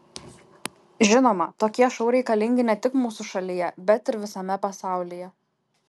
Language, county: Lithuanian, Kaunas